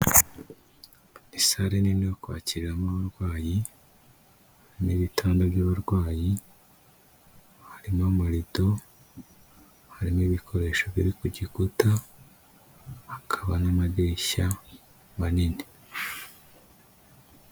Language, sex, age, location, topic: Kinyarwanda, male, 25-35, Kigali, health